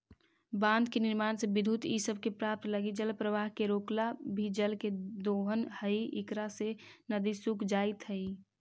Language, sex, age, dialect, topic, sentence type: Magahi, female, 18-24, Central/Standard, banking, statement